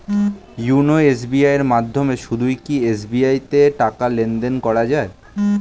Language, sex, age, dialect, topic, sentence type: Bengali, male, 18-24, Standard Colloquial, banking, question